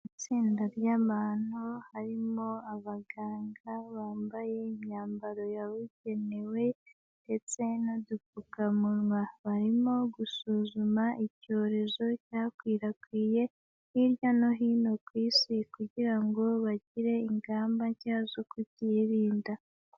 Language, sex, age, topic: Kinyarwanda, female, 18-24, health